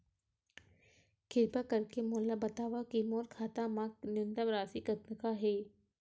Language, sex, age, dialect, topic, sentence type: Chhattisgarhi, female, 18-24, Western/Budati/Khatahi, banking, statement